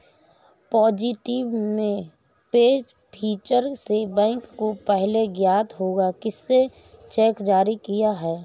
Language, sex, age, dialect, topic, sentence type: Hindi, female, 31-35, Awadhi Bundeli, banking, statement